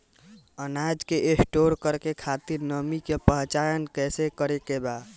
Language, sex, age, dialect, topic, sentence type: Bhojpuri, male, 18-24, Northern, agriculture, question